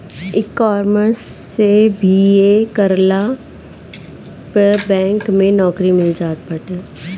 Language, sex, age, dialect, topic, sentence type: Bhojpuri, female, 18-24, Northern, banking, statement